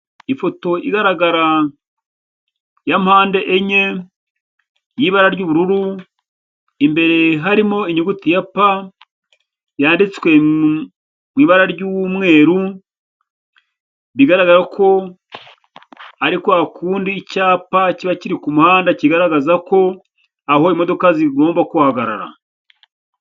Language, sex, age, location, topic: Kinyarwanda, male, 50+, Kigali, government